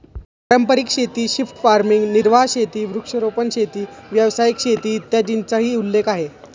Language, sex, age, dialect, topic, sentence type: Marathi, male, 18-24, Standard Marathi, agriculture, statement